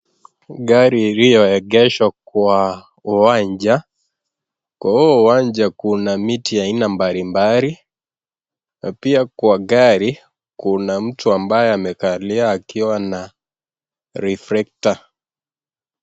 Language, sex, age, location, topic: Swahili, male, 18-24, Kisii, finance